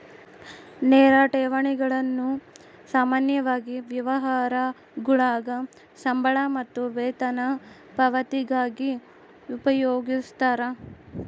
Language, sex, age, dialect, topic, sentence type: Kannada, female, 18-24, Central, banking, statement